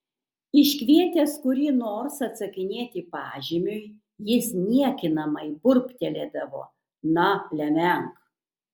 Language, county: Lithuanian, Kaunas